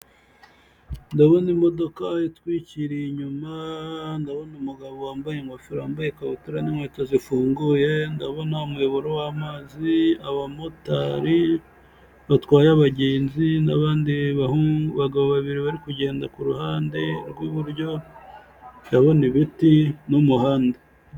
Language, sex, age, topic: Kinyarwanda, male, 18-24, government